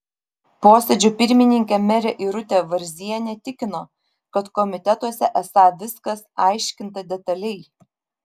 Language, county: Lithuanian, Vilnius